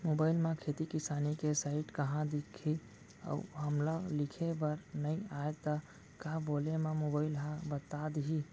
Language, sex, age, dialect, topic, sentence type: Chhattisgarhi, male, 18-24, Central, agriculture, question